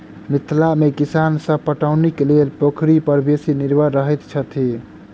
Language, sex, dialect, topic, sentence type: Maithili, male, Southern/Standard, agriculture, statement